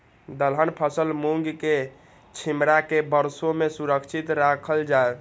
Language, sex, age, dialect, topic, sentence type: Maithili, male, 31-35, Eastern / Thethi, agriculture, question